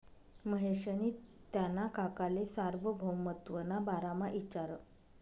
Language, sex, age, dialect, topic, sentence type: Marathi, female, 25-30, Northern Konkan, banking, statement